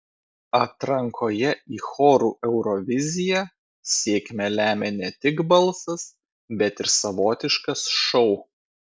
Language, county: Lithuanian, Vilnius